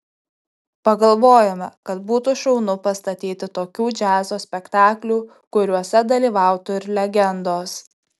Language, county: Lithuanian, Tauragė